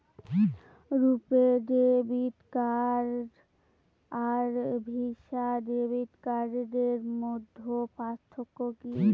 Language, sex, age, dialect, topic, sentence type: Bengali, female, 18-24, Northern/Varendri, banking, question